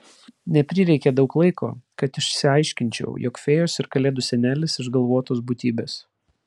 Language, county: Lithuanian, Vilnius